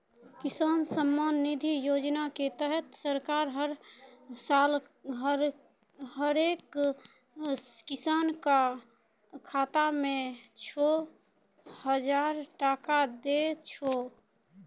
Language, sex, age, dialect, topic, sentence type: Maithili, female, 18-24, Angika, agriculture, statement